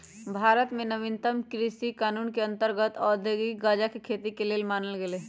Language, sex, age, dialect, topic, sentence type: Magahi, female, 31-35, Western, agriculture, statement